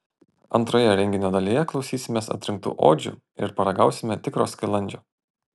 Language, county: Lithuanian, Panevėžys